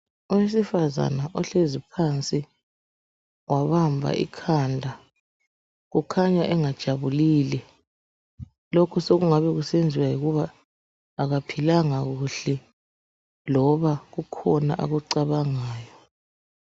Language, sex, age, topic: North Ndebele, female, 36-49, health